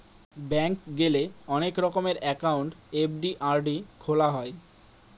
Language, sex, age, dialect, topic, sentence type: Bengali, male, 18-24, Northern/Varendri, banking, statement